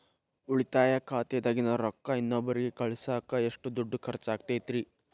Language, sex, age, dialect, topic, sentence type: Kannada, male, 18-24, Dharwad Kannada, banking, question